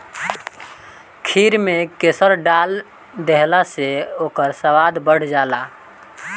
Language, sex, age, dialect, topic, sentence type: Bhojpuri, male, 18-24, Northern, agriculture, statement